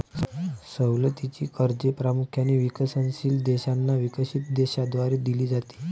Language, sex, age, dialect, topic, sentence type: Marathi, male, 18-24, Varhadi, banking, statement